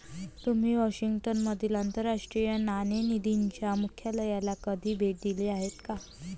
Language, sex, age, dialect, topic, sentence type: Marathi, female, 25-30, Varhadi, banking, statement